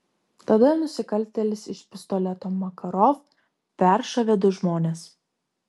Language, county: Lithuanian, Vilnius